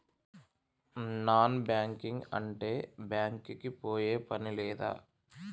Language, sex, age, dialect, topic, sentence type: Telugu, male, 25-30, Telangana, banking, question